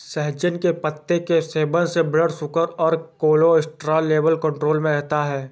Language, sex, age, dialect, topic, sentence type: Hindi, male, 46-50, Awadhi Bundeli, agriculture, statement